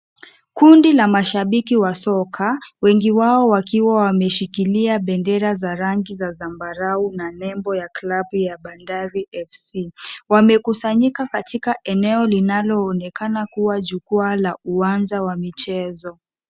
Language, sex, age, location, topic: Swahili, female, 50+, Kisumu, government